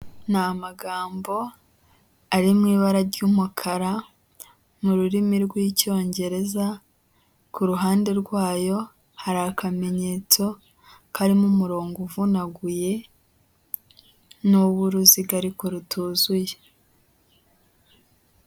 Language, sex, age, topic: Kinyarwanda, female, 18-24, health